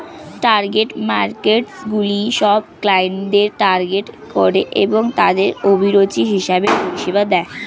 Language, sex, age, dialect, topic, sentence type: Bengali, female, 60-100, Standard Colloquial, banking, statement